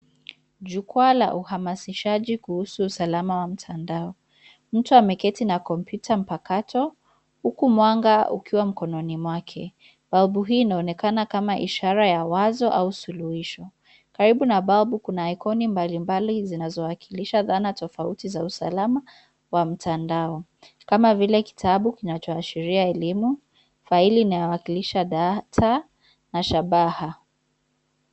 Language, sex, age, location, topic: Swahili, female, 25-35, Nairobi, education